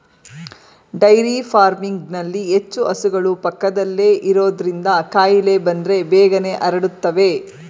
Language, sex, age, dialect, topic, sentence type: Kannada, female, 36-40, Mysore Kannada, agriculture, statement